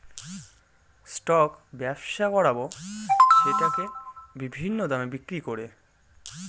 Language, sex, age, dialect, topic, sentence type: Bengali, male, 25-30, Northern/Varendri, banking, statement